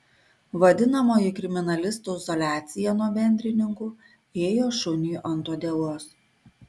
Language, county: Lithuanian, Kaunas